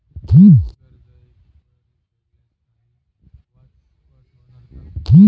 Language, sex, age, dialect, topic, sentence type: Marathi, male, 18-24, Standard Marathi, banking, question